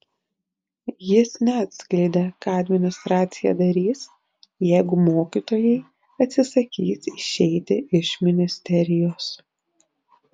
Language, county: Lithuanian, Šiauliai